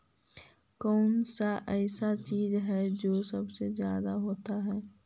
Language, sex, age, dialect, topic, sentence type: Magahi, female, 60-100, Central/Standard, agriculture, question